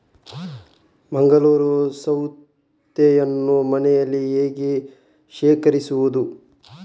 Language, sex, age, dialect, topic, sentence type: Kannada, male, 51-55, Coastal/Dakshin, agriculture, question